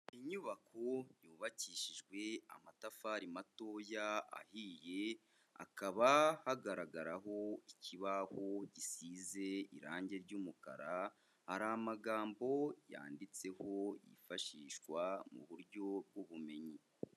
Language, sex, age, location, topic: Kinyarwanda, male, 25-35, Kigali, education